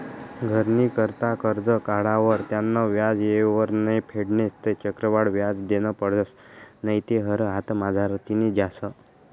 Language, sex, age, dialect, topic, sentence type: Marathi, male, 25-30, Northern Konkan, banking, statement